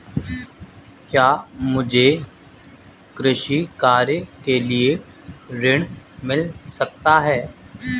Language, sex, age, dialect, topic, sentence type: Hindi, male, 25-30, Marwari Dhudhari, banking, question